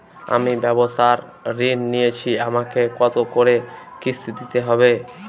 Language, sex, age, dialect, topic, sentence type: Bengali, male, <18, Northern/Varendri, banking, question